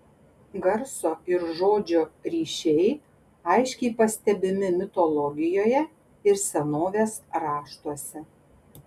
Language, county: Lithuanian, Panevėžys